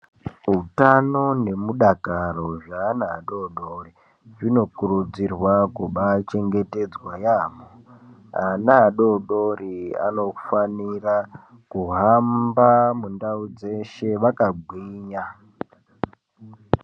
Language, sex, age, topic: Ndau, male, 18-24, health